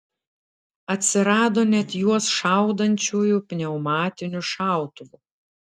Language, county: Lithuanian, Klaipėda